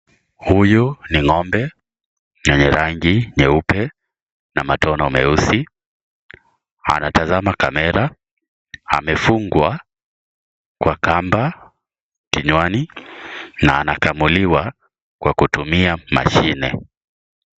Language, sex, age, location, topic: Swahili, male, 18-24, Kisii, agriculture